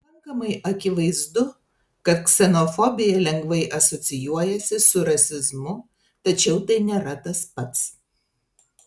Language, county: Lithuanian, Telšiai